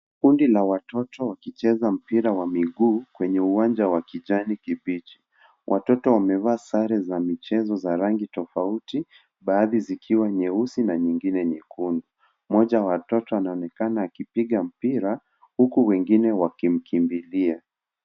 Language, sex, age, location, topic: Swahili, male, 18-24, Nairobi, education